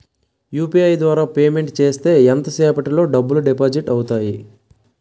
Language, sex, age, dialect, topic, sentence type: Telugu, male, 18-24, Utterandhra, banking, question